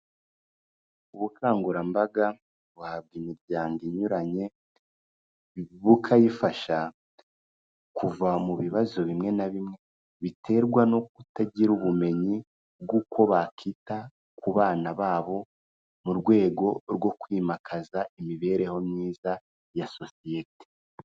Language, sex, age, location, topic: Kinyarwanda, male, 18-24, Kigali, health